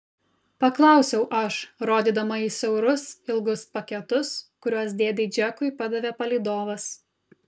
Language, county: Lithuanian, Kaunas